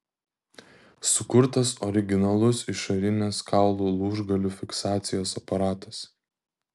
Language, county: Lithuanian, Vilnius